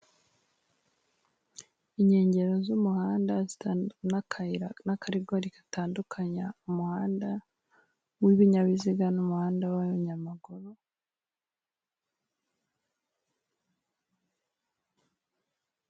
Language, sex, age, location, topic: Kinyarwanda, female, 18-24, Musanze, government